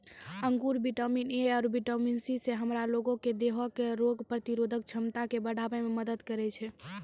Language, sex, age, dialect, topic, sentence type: Maithili, female, 18-24, Angika, agriculture, statement